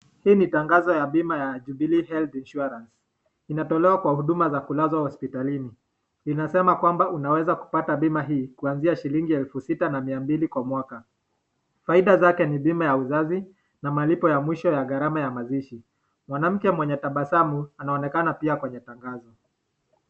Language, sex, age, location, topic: Swahili, male, 18-24, Nakuru, finance